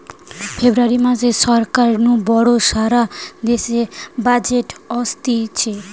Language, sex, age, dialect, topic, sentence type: Bengali, female, 18-24, Western, banking, statement